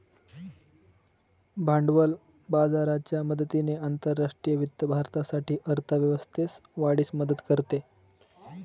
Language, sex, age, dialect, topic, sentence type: Marathi, male, 18-24, Northern Konkan, banking, statement